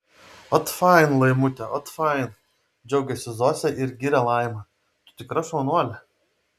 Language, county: Lithuanian, Vilnius